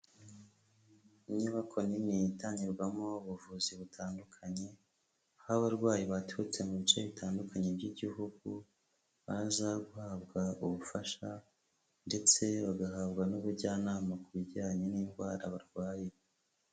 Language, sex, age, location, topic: Kinyarwanda, male, 25-35, Huye, health